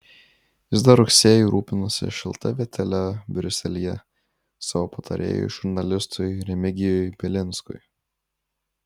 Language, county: Lithuanian, Kaunas